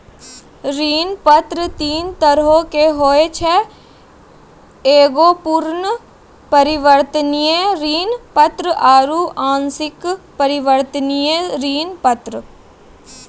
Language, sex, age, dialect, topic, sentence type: Maithili, female, 18-24, Angika, banking, statement